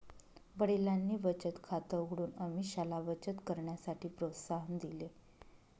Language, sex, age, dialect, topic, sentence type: Marathi, female, 25-30, Northern Konkan, banking, statement